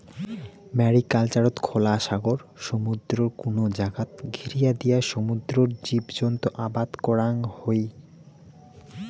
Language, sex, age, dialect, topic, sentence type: Bengali, male, 18-24, Rajbangshi, agriculture, statement